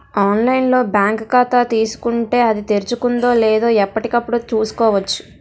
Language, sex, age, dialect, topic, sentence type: Telugu, female, 18-24, Utterandhra, banking, statement